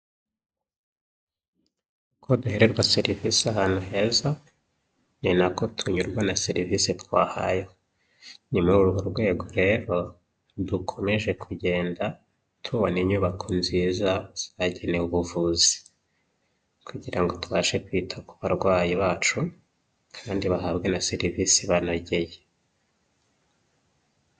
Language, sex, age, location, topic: Kinyarwanda, male, 25-35, Huye, health